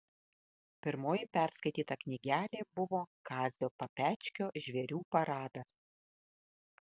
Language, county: Lithuanian, Kaunas